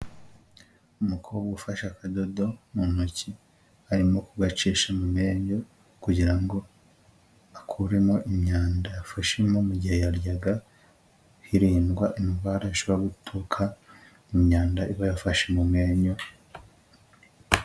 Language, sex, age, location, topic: Kinyarwanda, male, 25-35, Huye, health